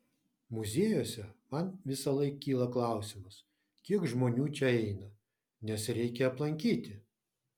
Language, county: Lithuanian, Vilnius